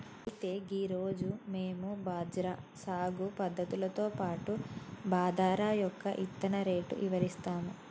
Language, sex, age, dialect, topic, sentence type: Telugu, female, 25-30, Telangana, agriculture, statement